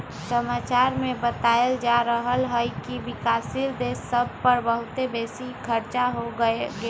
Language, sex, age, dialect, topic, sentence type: Magahi, female, 18-24, Western, banking, statement